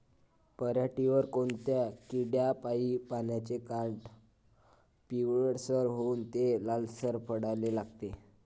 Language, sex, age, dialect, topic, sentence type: Marathi, male, 25-30, Varhadi, agriculture, question